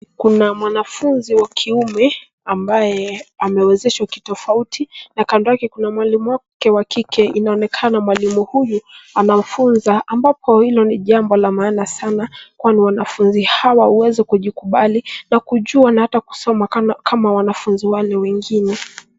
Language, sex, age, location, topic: Swahili, female, 18-24, Nairobi, education